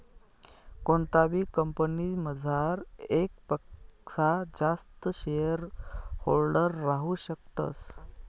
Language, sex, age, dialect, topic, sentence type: Marathi, male, 31-35, Northern Konkan, banking, statement